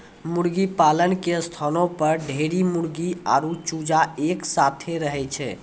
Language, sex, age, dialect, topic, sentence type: Maithili, male, 18-24, Angika, agriculture, statement